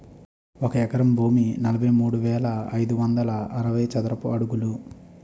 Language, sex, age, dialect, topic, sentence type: Telugu, male, 25-30, Utterandhra, agriculture, statement